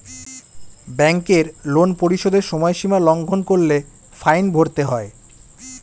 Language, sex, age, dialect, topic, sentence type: Bengali, male, 25-30, Standard Colloquial, banking, question